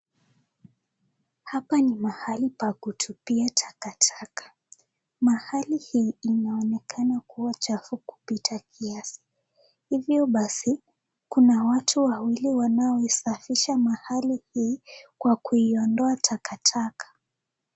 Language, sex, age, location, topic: Swahili, female, 18-24, Nakuru, health